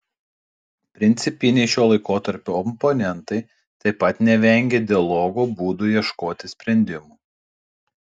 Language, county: Lithuanian, Panevėžys